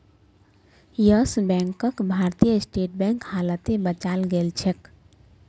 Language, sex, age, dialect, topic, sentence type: Magahi, female, 25-30, Northeastern/Surjapuri, banking, statement